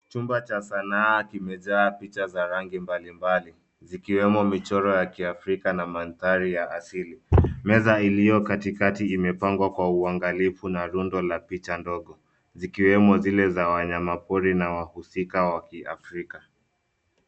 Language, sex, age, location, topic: Swahili, male, 18-24, Nairobi, finance